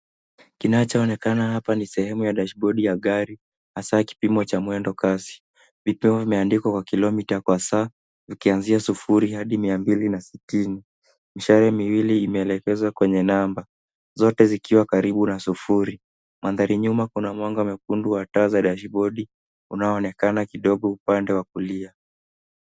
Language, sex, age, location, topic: Swahili, male, 18-24, Nairobi, finance